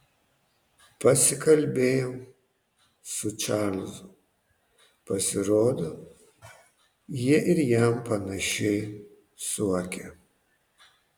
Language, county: Lithuanian, Panevėžys